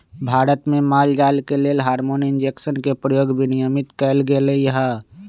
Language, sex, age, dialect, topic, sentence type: Magahi, male, 25-30, Western, agriculture, statement